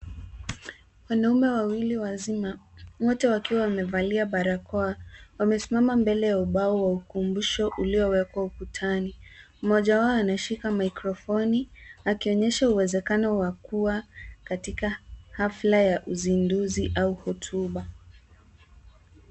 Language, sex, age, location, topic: Swahili, female, 36-49, Nairobi, health